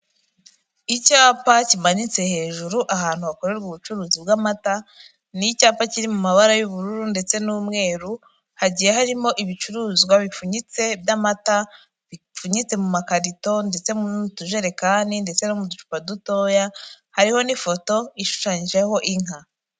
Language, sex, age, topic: Kinyarwanda, female, 25-35, finance